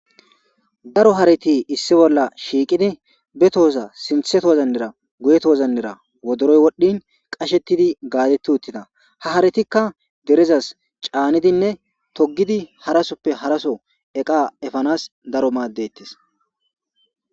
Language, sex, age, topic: Gamo, male, 18-24, agriculture